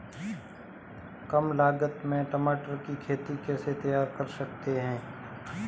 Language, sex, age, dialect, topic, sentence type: Hindi, male, 25-30, Marwari Dhudhari, agriculture, question